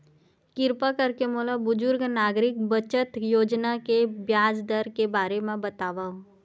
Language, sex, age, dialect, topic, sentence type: Chhattisgarhi, female, 25-30, Western/Budati/Khatahi, banking, statement